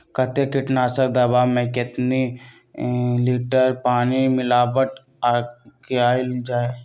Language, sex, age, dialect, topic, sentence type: Magahi, male, 25-30, Western, agriculture, question